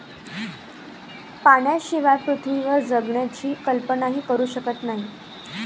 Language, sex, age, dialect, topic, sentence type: Marathi, female, 18-24, Varhadi, agriculture, statement